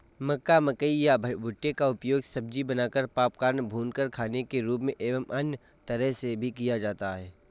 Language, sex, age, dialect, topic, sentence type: Hindi, male, 25-30, Kanauji Braj Bhasha, agriculture, statement